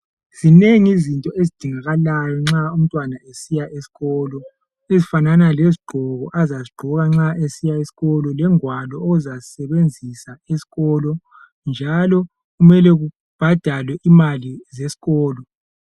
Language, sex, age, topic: North Ndebele, male, 25-35, education